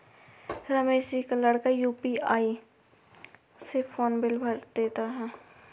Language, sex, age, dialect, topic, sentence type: Hindi, female, 60-100, Awadhi Bundeli, banking, statement